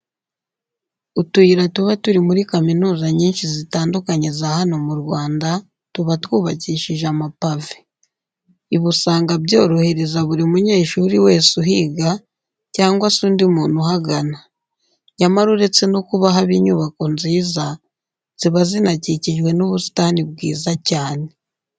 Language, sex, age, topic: Kinyarwanda, female, 18-24, education